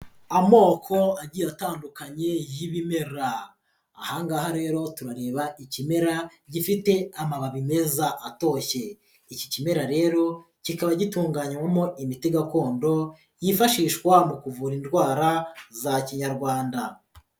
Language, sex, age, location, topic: Kinyarwanda, female, 25-35, Huye, health